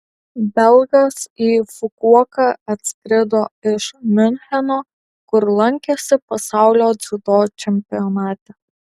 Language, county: Lithuanian, Alytus